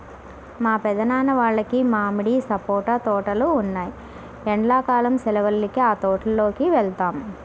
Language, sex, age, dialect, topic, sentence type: Telugu, male, 41-45, Central/Coastal, agriculture, statement